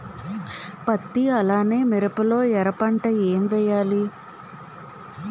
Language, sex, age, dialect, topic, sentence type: Telugu, female, 18-24, Utterandhra, agriculture, question